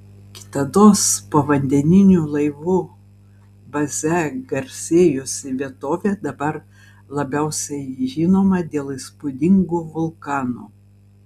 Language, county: Lithuanian, Vilnius